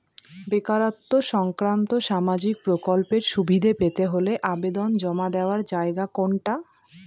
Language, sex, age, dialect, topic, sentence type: Bengali, female, <18, Northern/Varendri, banking, question